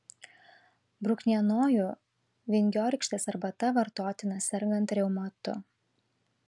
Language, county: Lithuanian, Šiauliai